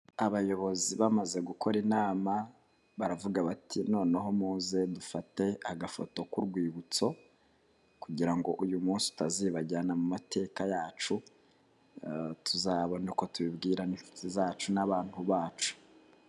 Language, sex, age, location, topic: Kinyarwanda, male, 25-35, Kigali, health